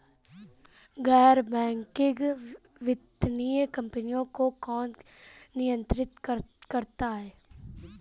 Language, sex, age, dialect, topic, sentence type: Hindi, male, 18-24, Marwari Dhudhari, banking, question